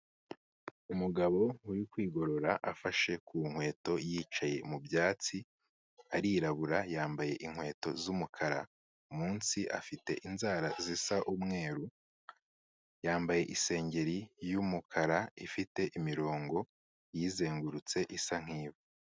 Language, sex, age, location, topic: Kinyarwanda, male, 25-35, Kigali, health